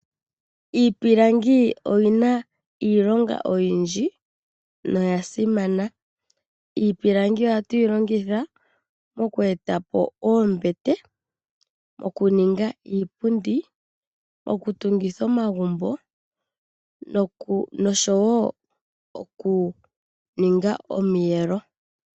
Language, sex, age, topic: Oshiwambo, female, 25-35, finance